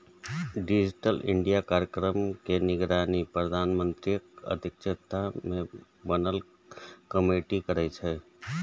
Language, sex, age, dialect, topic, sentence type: Maithili, male, 36-40, Eastern / Thethi, banking, statement